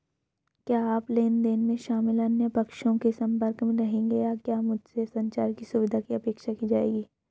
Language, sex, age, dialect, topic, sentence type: Hindi, female, 31-35, Hindustani Malvi Khadi Boli, banking, question